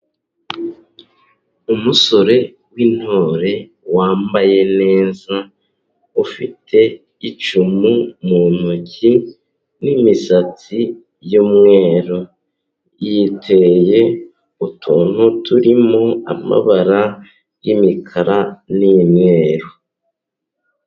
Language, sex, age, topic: Kinyarwanda, male, 18-24, government